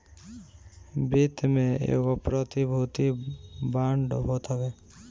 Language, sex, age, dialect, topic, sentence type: Bhojpuri, male, 18-24, Northern, banking, statement